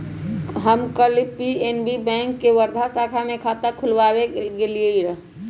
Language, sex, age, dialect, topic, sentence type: Magahi, female, 25-30, Western, banking, statement